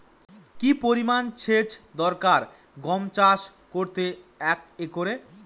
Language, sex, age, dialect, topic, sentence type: Bengali, male, 25-30, Northern/Varendri, agriculture, question